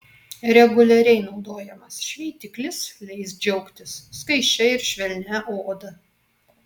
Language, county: Lithuanian, Alytus